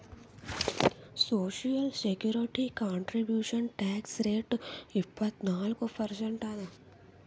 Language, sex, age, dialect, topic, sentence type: Kannada, female, 51-55, Northeastern, banking, statement